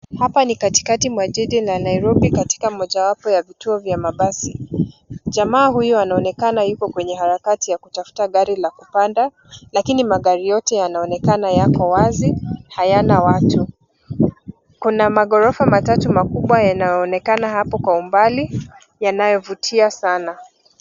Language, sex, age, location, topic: Swahili, female, 36-49, Nairobi, government